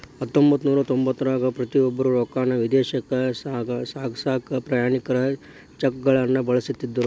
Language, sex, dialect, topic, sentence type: Kannada, male, Dharwad Kannada, banking, statement